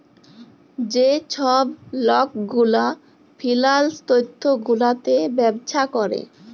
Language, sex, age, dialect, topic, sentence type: Bengali, female, 18-24, Jharkhandi, banking, statement